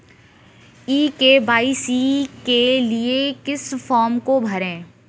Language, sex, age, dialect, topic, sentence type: Hindi, female, 18-24, Kanauji Braj Bhasha, banking, question